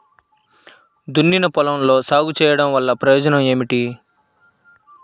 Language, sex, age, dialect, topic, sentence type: Telugu, male, 25-30, Central/Coastal, agriculture, question